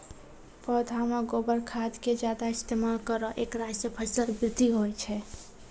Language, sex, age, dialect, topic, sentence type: Maithili, female, 18-24, Angika, agriculture, question